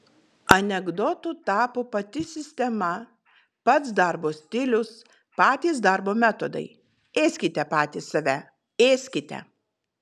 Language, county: Lithuanian, Vilnius